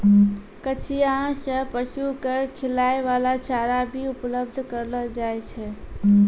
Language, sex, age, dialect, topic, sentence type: Maithili, female, 18-24, Angika, agriculture, statement